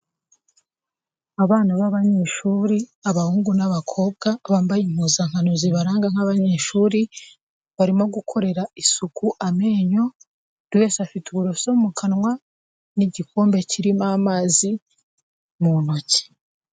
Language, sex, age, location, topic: Kinyarwanda, female, 25-35, Kigali, health